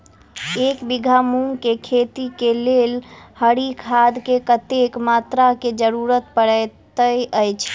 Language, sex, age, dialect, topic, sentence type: Maithili, female, 18-24, Southern/Standard, agriculture, question